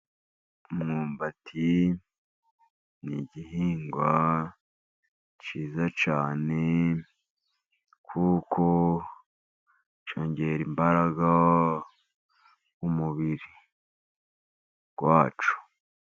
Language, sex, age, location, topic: Kinyarwanda, male, 50+, Musanze, agriculture